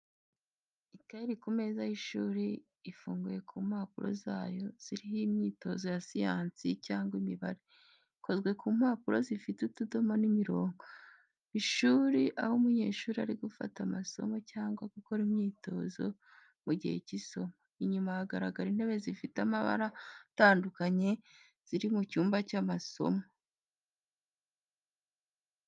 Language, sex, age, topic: Kinyarwanda, female, 25-35, education